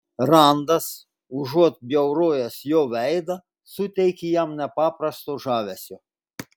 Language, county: Lithuanian, Klaipėda